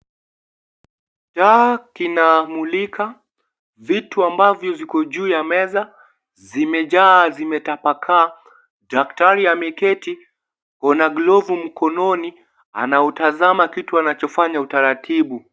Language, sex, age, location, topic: Swahili, male, 18-24, Kisii, health